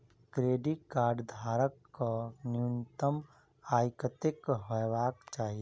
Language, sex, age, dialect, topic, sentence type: Maithili, male, 51-55, Southern/Standard, banking, question